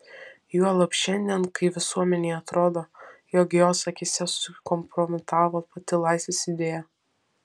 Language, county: Lithuanian, Vilnius